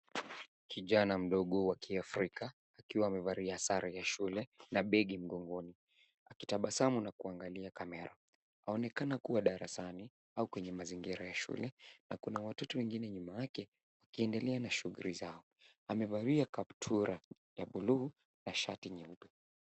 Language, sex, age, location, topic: Swahili, male, 18-24, Nairobi, education